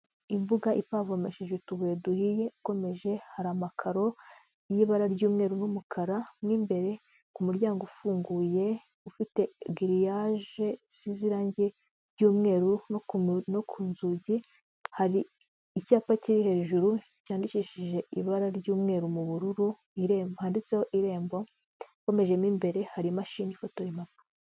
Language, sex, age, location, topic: Kinyarwanda, female, 25-35, Huye, government